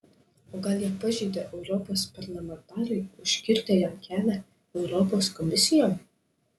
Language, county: Lithuanian, Šiauliai